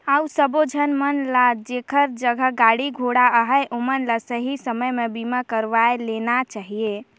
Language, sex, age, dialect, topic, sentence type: Chhattisgarhi, female, 18-24, Northern/Bhandar, banking, statement